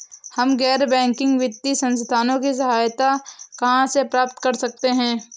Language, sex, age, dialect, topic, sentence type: Hindi, female, 18-24, Awadhi Bundeli, banking, question